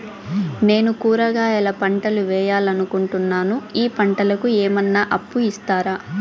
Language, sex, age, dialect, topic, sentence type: Telugu, female, 18-24, Southern, agriculture, question